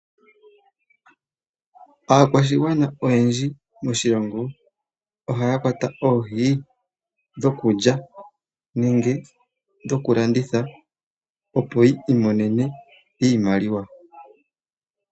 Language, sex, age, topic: Oshiwambo, male, 25-35, agriculture